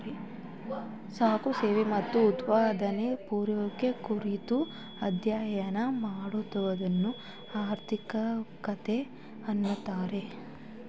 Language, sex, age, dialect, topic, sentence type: Kannada, female, 18-24, Mysore Kannada, banking, statement